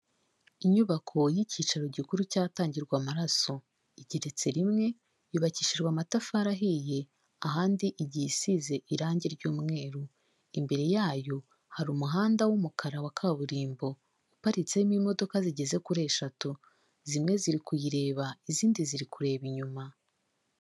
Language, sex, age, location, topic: Kinyarwanda, female, 18-24, Kigali, health